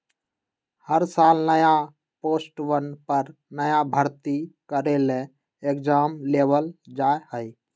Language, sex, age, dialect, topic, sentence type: Magahi, male, 18-24, Western, banking, statement